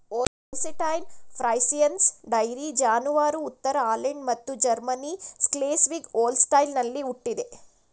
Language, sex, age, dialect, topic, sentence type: Kannada, female, 56-60, Mysore Kannada, agriculture, statement